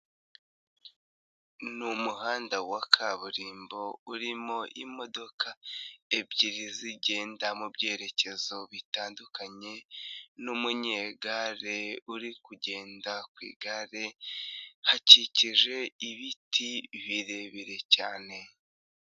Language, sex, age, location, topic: Kinyarwanda, male, 25-35, Nyagatare, government